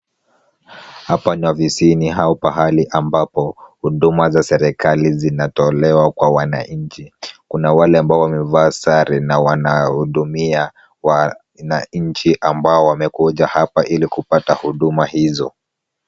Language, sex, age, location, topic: Swahili, male, 18-24, Kisumu, government